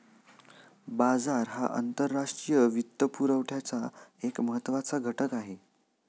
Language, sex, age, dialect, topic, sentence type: Marathi, male, 18-24, Standard Marathi, banking, statement